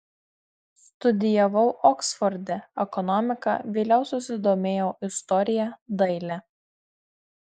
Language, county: Lithuanian, Marijampolė